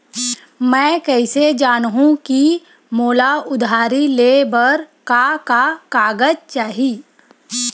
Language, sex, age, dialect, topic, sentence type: Chhattisgarhi, female, 25-30, Western/Budati/Khatahi, banking, question